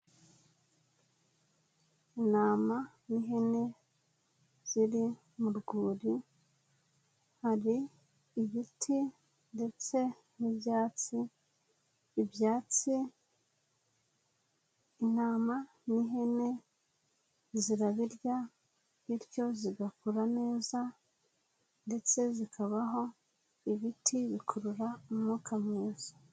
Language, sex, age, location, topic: Kinyarwanda, female, 18-24, Nyagatare, agriculture